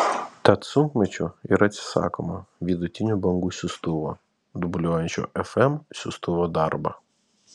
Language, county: Lithuanian, Vilnius